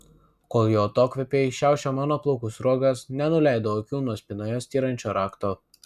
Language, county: Lithuanian, Vilnius